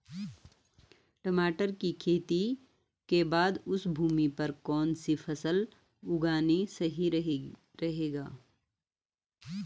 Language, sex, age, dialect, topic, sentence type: Hindi, female, 41-45, Garhwali, agriculture, question